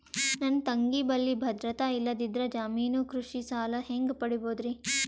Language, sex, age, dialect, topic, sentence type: Kannada, female, 18-24, Northeastern, agriculture, statement